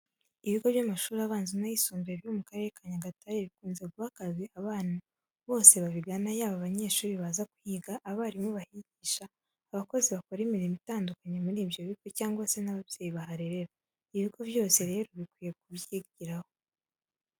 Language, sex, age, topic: Kinyarwanda, female, 18-24, education